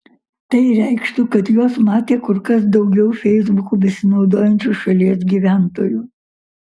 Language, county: Lithuanian, Kaunas